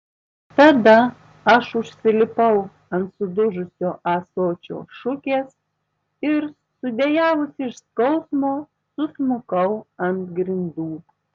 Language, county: Lithuanian, Tauragė